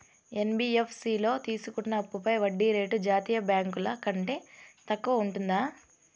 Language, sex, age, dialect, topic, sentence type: Telugu, female, 18-24, Southern, banking, question